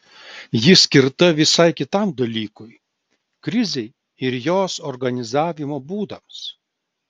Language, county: Lithuanian, Klaipėda